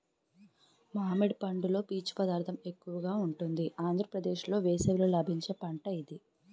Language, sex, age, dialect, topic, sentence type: Telugu, female, 18-24, Utterandhra, agriculture, statement